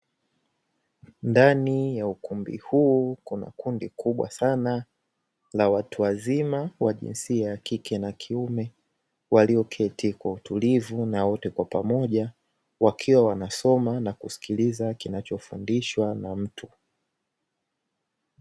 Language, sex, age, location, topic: Swahili, male, 18-24, Dar es Salaam, education